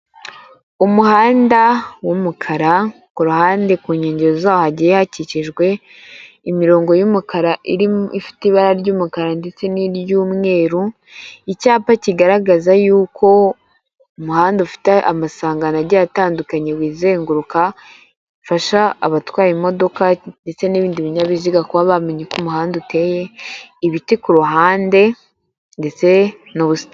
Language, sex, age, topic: Kinyarwanda, female, 18-24, government